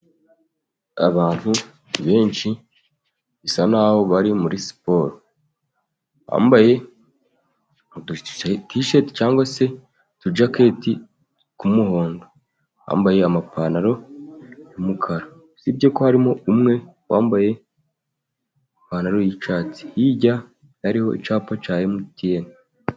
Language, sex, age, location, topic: Kinyarwanda, male, 18-24, Musanze, government